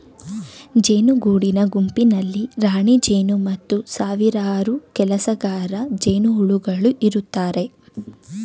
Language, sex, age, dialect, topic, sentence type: Kannada, female, 18-24, Mysore Kannada, agriculture, statement